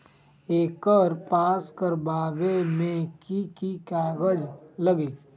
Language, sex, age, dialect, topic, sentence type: Magahi, male, 18-24, Western, agriculture, question